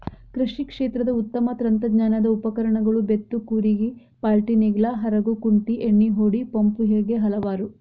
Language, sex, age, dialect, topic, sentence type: Kannada, female, 25-30, Dharwad Kannada, agriculture, statement